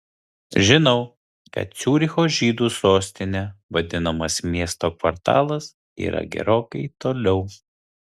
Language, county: Lithuanian, Kaunas